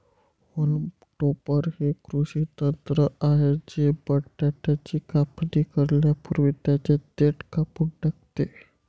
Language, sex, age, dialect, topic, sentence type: Marathi, male, 18-24, Varhadi, agriculture, statement